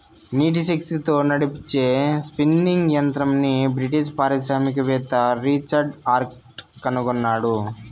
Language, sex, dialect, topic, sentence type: Telugu, male, Southern, agriculture, statement